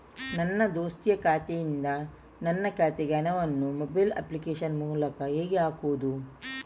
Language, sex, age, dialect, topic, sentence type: Kannada, female, 60-100, Coastal/Dakshin, banking, question